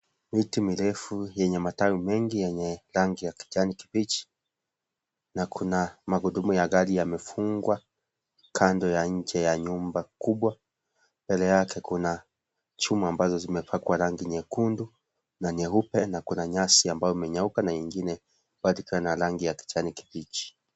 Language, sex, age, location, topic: Swahili, male, 25-35, Kisii, education